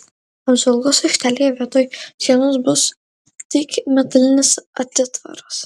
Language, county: Lithuanian, Marijampolė